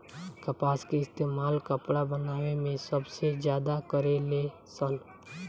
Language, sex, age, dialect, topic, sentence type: Bhojpuri, female, 18-24, Southern / Standard, agriculture, statement